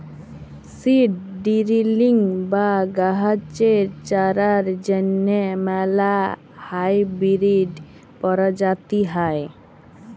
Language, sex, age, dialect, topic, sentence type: Bengali, female, 18-24, Jharkhandi, agriculture, statement